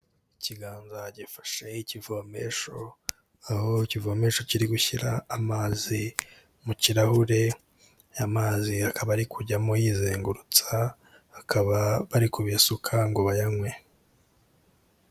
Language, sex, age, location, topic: Kinyarwanda, male, 18-24, Kigali, health